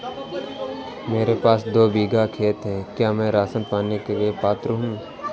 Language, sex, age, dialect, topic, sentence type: Hindi, male, 18-24, Awadhi Bundeli, banking, question